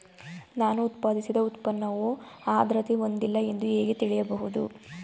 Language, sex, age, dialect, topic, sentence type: Kannada, female, 18-24, Mysore Kannada, agriculture, question